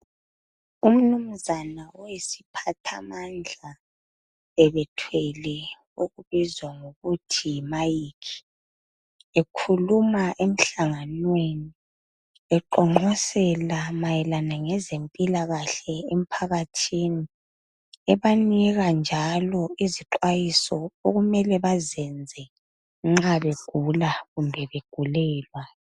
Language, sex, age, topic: North Ndebele, female, 25-35, health